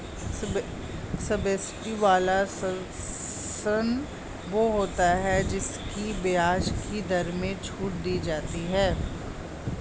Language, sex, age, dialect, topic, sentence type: Hindi, female, 36-40, Hindustani Malvi Khadi Boli, banking, statement